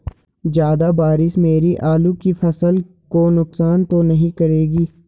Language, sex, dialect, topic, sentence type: Hindi, male, Garhwali, agriculture, question